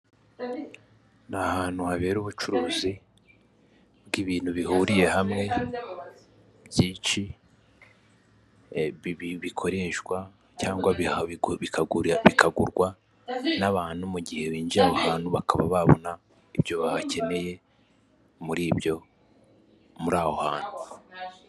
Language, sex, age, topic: Kinyarwanda, male, 18-24, finance